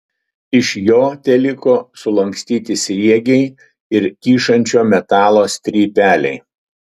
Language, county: Lithuanian, Utena